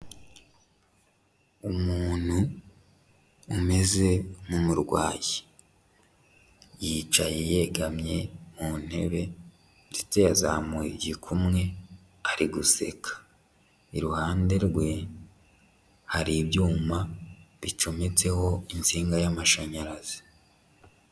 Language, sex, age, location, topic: Kinyarwanda, male, 25-35, Huye, health